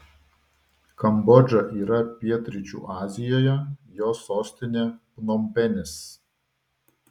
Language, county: Lithuanian, Vilnius